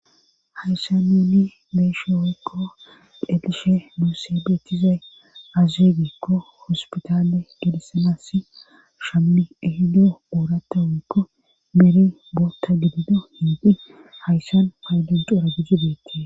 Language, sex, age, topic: Gamo, female, 18-24, government